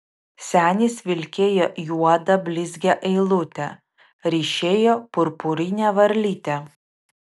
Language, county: Lithuanian, Vilnius